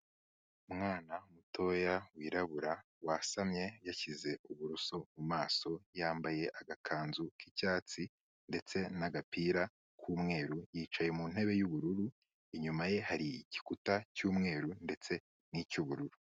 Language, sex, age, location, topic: Kinyarwanda, male, 25-35, Kigali, health